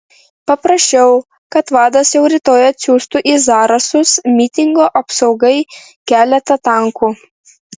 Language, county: Lithuanian, Vilnius